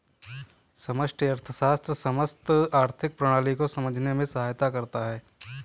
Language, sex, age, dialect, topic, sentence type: Hindi, male, 25-30, Kanauji Braj Bhasha, banking, statement